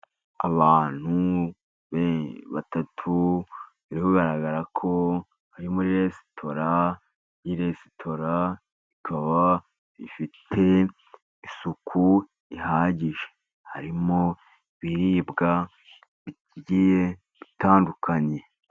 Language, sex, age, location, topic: Kinyarwanda, male, 50+, Musanze, education